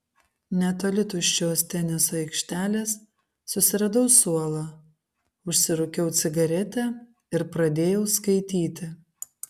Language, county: Lithuanian, Kaunas